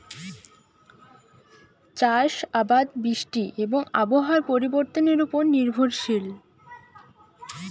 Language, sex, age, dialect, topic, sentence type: Bengali, female, 18-24, Jharkhandi, agriculture, statement